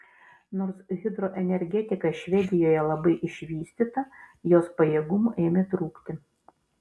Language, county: Lithuanian, Vilnius